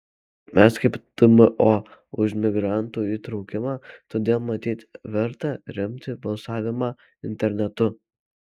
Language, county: Lithuanian, Alytus